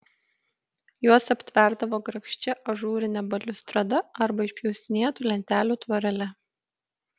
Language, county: Lithuanian, Kaunas